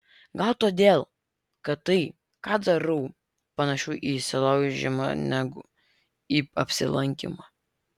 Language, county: Lithuanian, Vilnius